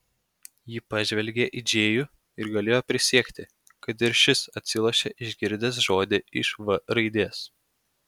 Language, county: Lithuanian, Klaipėda